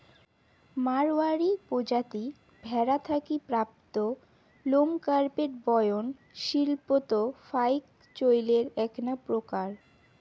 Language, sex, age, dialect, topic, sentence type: Bengali, female, 18-24, Rajbangshi, agriculture, statement